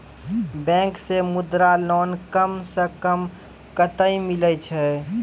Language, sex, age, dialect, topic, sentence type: Maithili, male, 18-24, Angika, banking, question